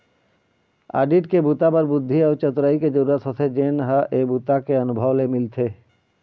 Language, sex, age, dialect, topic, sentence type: Chhattisgarhi, male, 25-30, Eastern, banking, statement